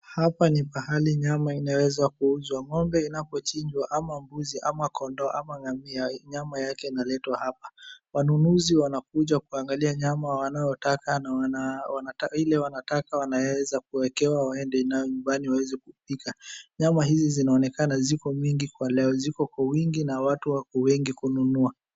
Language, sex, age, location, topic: Swahili, male, 18-24, Wajir, finance